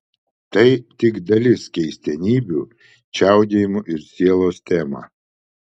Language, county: Lithuanian, Vilnius